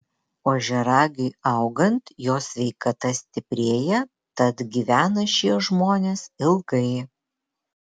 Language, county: Lithuanian, Vilnius